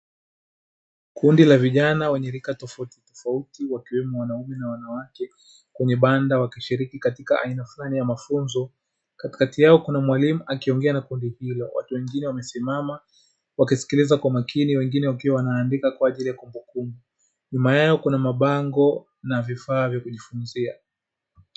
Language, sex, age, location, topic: Swahili, male, 25-35, Dar es Salaam, education